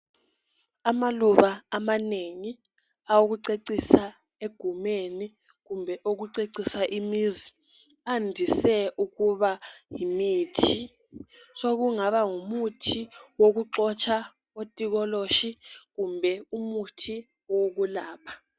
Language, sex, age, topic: North Ndebele, female, 18-24, health